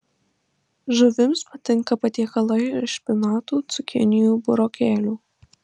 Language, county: Lithuanian, Marijampolė